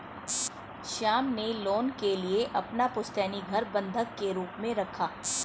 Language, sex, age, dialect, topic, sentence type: Hindi, female, 41-45, Hindustani Malvi Khadi Boli, banking, statement